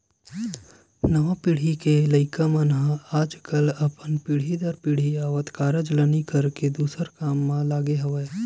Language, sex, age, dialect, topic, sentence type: Chhattisgarhi, male, 18-24, Western/Budati/Khatahi, banking, statement